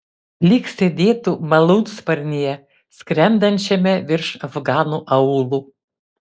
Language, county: Lithuanian, Kaunas